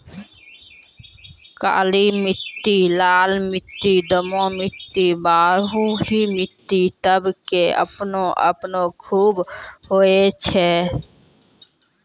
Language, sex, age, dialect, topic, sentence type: Maithili, female, 18-24, Angika, agriculture, statement